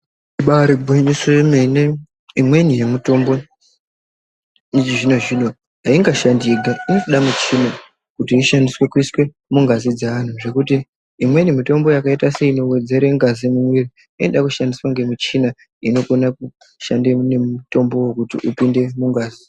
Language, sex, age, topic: Ndau, male, 25-35, health